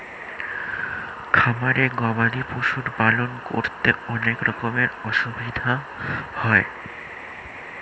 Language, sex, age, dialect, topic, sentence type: Bengali, male, <18, Standard Colloquial, agriculture, statement